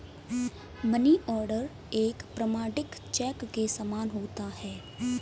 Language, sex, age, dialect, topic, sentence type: Hindi, female, 18-24, Kanauji Braj Bhasha, banking, statement